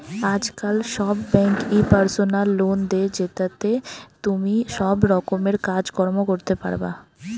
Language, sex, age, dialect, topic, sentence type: Bengali, female, 18-24, Western, banking, statement